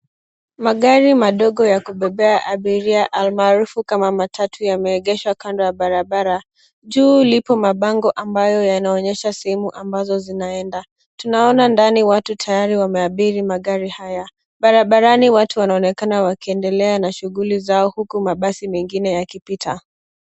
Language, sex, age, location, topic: Swahili, female, 18-24, Nairobi, government